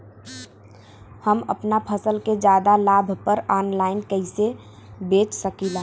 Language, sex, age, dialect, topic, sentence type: Bhojpuri, female, 18-24, Western, agriculture, question